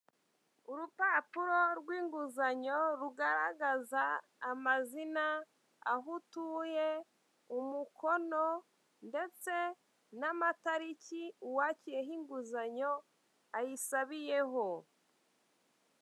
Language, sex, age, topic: Kinyarwanda, male, 18-24, finance